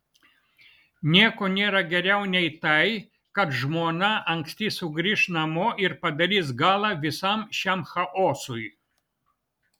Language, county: Lithuanian, Vilnius